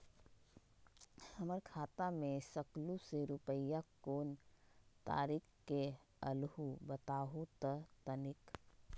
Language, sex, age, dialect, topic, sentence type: Magahi, female, 25-30, Western, banking, question